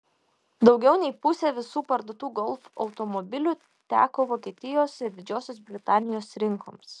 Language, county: Lithuanian, Šiauliai